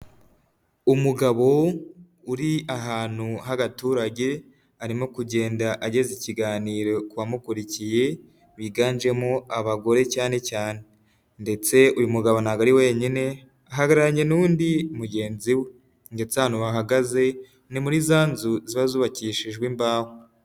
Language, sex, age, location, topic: Kinyarwanda, female, 25-35, Huye, health